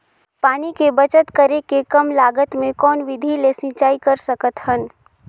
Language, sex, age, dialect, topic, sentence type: Chhattisgarhi, female, 18-24, Northern/Bhandar, agriculture, question